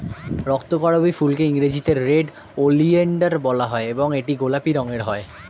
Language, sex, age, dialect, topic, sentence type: Bengali, male, 18-24, Standard Colloquial, agriculture, statement